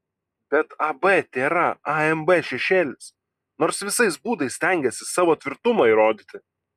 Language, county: Lithuanian, Kaunas